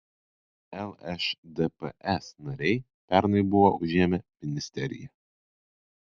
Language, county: Lithuanian, Kaunas